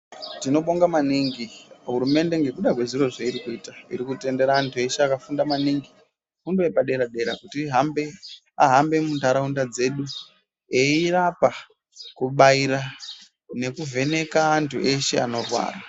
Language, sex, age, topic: Ndau, female, 18-24, health